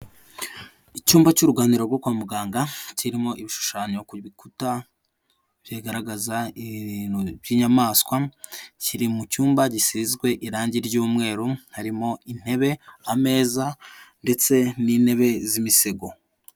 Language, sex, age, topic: Kinyarwanda, male, 18-24, health